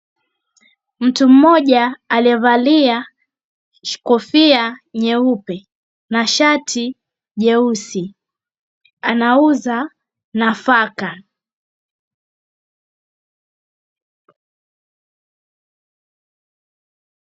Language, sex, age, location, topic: Swahili, female, 36-49, Mombasa, agriculture